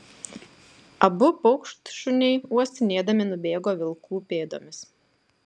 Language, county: Lithuanian, Klaipėda